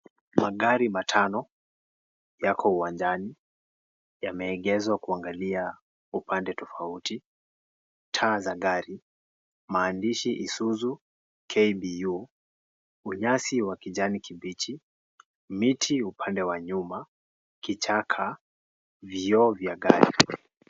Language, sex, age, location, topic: Swahili, male, 18-24, Kisii, finance